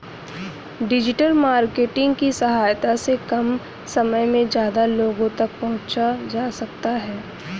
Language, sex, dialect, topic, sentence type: Hindi, female, Hindustani Malvi Khadi Boli, banking, statement